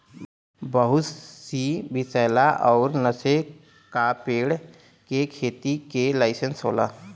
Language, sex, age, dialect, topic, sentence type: Bhojpuri, male, 25-30, Western, agriculture, statement